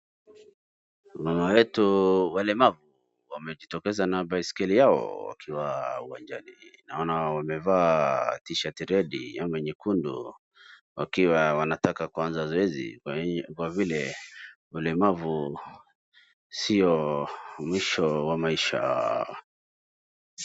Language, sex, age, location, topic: Swahili, male, 36-49, Wajir, education